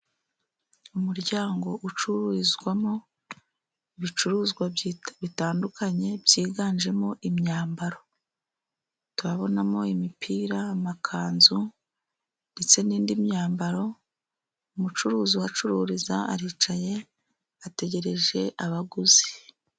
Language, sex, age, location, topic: Kinyarwanda, female, 36-49, Musanze, finance